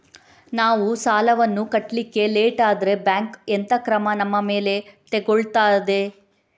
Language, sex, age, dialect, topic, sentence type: Kannada, female, 18-24, Coastal/Dakshin, banking, question